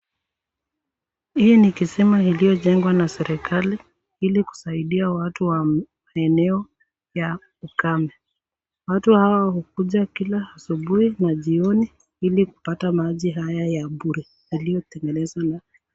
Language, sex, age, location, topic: Swahili, female, 36-49, Nakuru, health